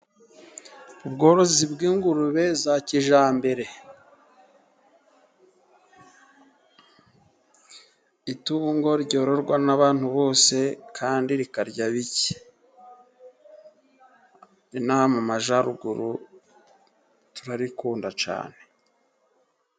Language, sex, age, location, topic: Kinyarwanda, male, 36-49, Musanze, agriculture